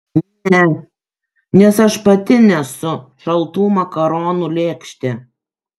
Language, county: Lithuanian, Kaunas